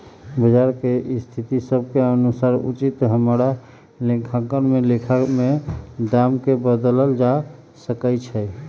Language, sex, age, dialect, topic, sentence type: Magahi, male, 18-24, Western, banking, statement